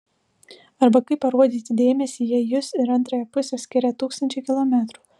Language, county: Lithuanian, Alytus